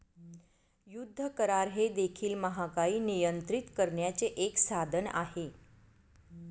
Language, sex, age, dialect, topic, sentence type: Marathi, female, 41-45, Northern Konkan, banking, statement